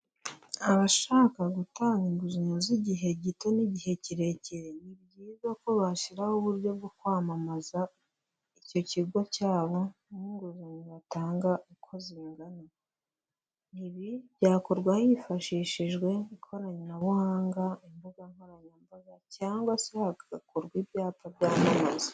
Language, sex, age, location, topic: Kinyarwanda, female, 25-35, Huye, finance